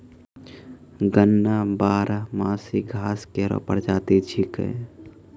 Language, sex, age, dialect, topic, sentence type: Maithili, male, 51-55, Angika, agriculture, statement